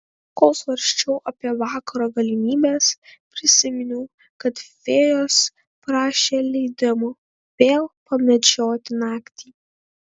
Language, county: Lithuanian, Kaunas